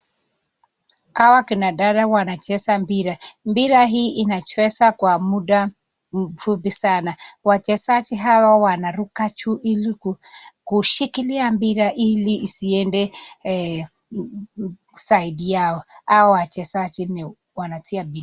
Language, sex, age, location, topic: Swahili, female, 25-35, Nakuru, government